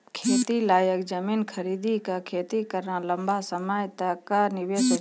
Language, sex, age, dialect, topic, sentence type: Maithili, female, 36-40, Angika, agriculture, statement